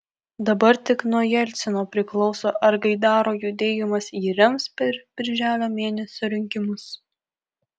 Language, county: Lithuanian, Kaunas